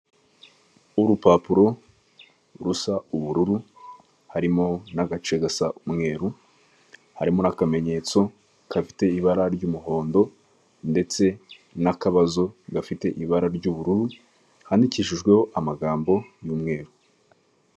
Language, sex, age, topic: Kinyarwanda, male, 18-24, government